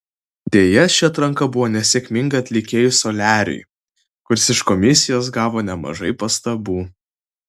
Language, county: Lithuanian, Vilnius